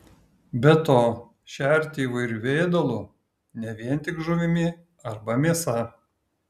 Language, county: Lithuanian, Kaunas